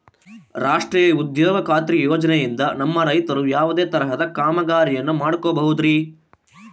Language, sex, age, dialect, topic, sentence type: Kannada, male, 18-24, Central, agriculture, question